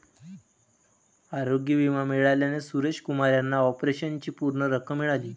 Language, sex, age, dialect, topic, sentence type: Marathi, male, 18-24, Varhadi, banking, statement